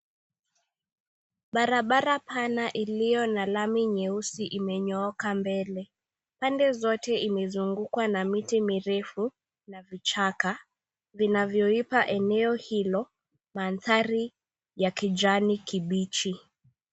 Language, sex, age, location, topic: Swahili, female, 18-24, Mombasa, government